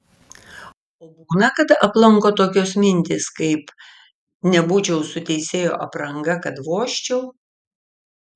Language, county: Lithuanian, Vilnius